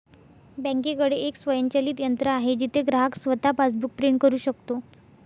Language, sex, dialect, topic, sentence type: Marathi, female, Northern Konkan, banking, statement